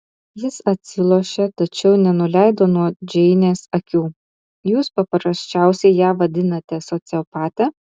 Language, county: Lithuanian, Utena